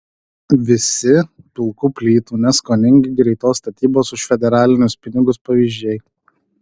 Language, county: Lithuanian, Alytus